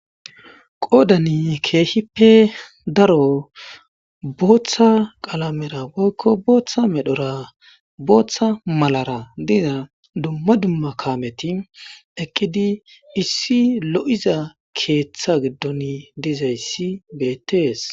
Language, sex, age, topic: Gamo, male, 25-35, government